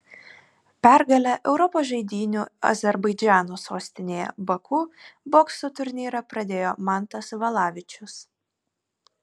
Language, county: Lithuanian, Kaunas